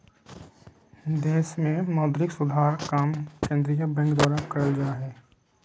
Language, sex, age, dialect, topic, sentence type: Magahi, male, 36-40, Southern, banking, statement